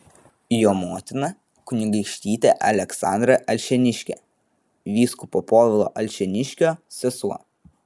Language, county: Lithuanian, Vilnius